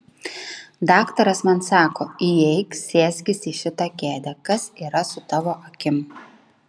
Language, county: Lithuanian, Klaipėda